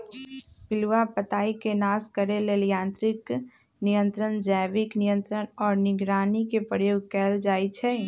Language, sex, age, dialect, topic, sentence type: Magahi, female, 25-30, Western, agriculture, statement